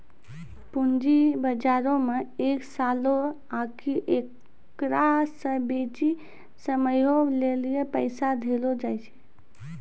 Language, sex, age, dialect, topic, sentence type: Maithili, female, 25-30, Angika, banking, statement